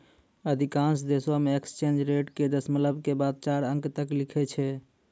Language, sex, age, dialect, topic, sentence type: Maithili, male, 18-24, Angika, banking, statement